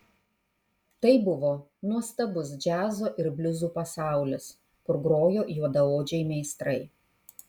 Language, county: Lithuanian, Kaunas